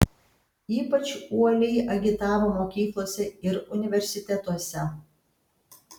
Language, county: Lithuanian, Kaunas